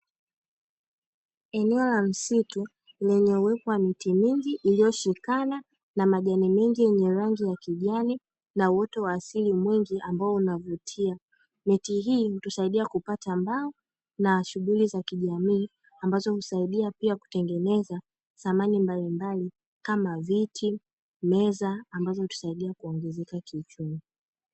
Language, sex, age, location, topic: Swahili, female, 18-24, Dar es Salaam, agriculture